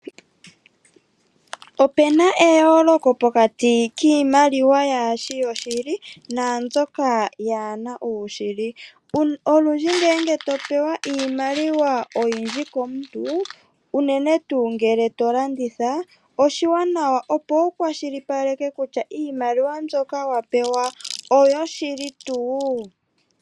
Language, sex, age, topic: Oshiwambo, female, 25-35, finance